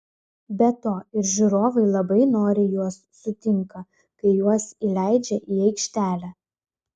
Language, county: Lithuanian, Klaipėda